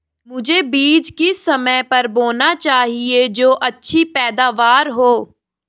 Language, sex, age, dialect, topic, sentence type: Hindi, female, 18-24, Garhwali, agriculture, question